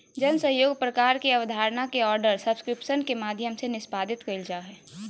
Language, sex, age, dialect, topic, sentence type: Magahi, female, 18-24, Southern, banking, statement